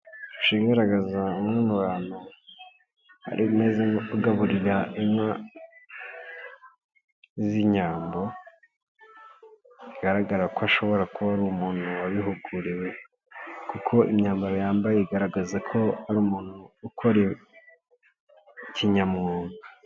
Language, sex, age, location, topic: Kinyarwanda, male, 18-24, Nyagatare, agriculture